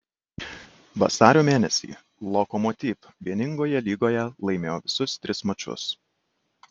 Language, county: Lithuanian, Kaunas